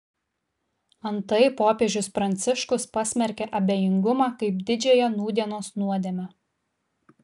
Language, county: Lithuanian, Kaunas